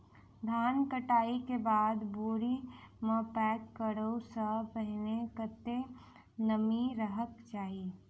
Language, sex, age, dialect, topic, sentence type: Maithili, female, 18-24, Southern/Standard, agriculture, question